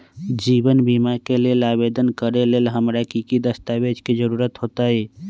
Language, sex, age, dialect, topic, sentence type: Magahi, male, 25-30, Western, banking, question